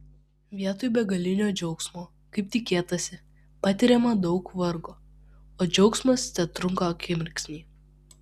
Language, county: Lithuanian, Vilnius